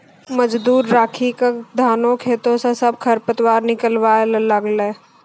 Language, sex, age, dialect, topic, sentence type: Maithili, female, 18-24, Angika, agriculture, statement